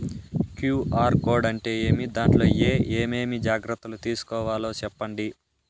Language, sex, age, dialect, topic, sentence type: Telugu, male, 18-24, Southern, banking, question